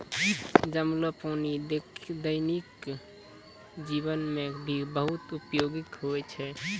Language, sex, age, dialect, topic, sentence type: Maithili, male, 18-24, Angika, agriculture, statement